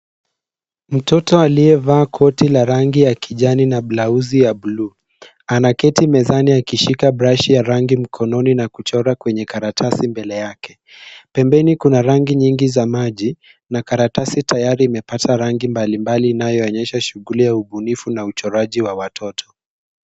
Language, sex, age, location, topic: Swahili, male, 25-35, Nairobi, education